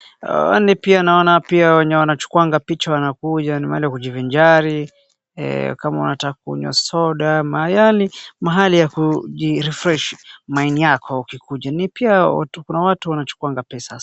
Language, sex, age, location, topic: Swahili, male, 18-24, Wajir, finance